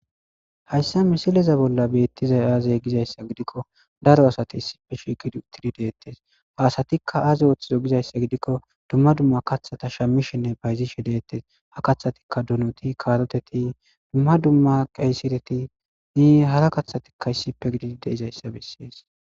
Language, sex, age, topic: Gamo, male, 18-24, agriculture